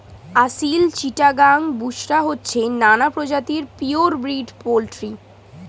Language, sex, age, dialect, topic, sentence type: Bengali, female, 18-24, Standard Colloquial, agriculture, statement